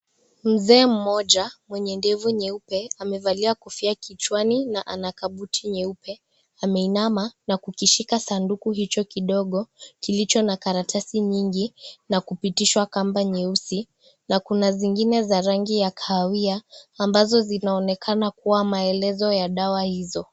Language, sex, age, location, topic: Swahili, female, 36-49, Kisii, health